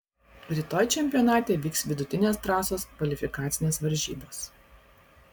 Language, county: Lithuanian, Klaipėda